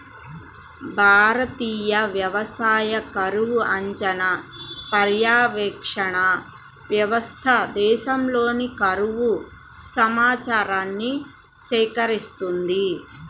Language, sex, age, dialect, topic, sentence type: Telugu, female, 36-40, Central/Coastal, agriculture, statement